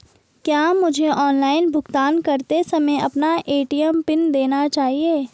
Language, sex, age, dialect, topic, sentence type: Hindi, female, 18-24, Marwari Dhudhari, banking, question